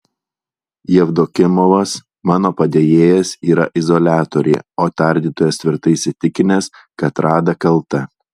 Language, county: Lithuanian, Alytus